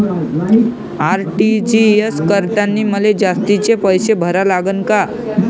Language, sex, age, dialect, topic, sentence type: Marathi, male, 25-30, Varhadi, banking, question